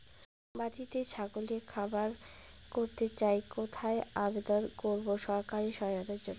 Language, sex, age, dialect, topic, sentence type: Bengali, female, 18-24, Rajbangshi, agriculture, question